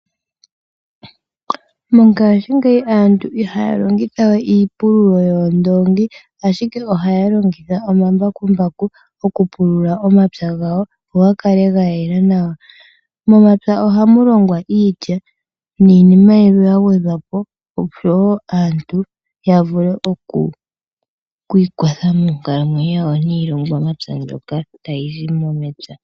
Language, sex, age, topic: Oshiwambo, female, 25-35, agriculture